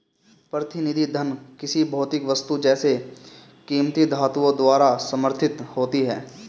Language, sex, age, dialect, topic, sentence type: Hindi, male, 18-24, Marwari Dhudhari, banking, statement